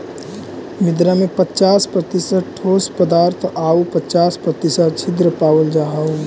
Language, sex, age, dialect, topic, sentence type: Magahi, male, 18-24, Central/Standard, agriculture, statement